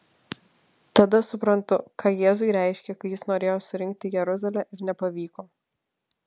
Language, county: Lithuanian, Alytus